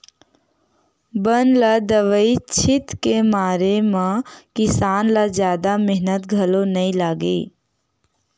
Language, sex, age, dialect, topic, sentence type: Chhattisgarhi, female, 18-24, Western/Budati/Khatahi, agriculture, statement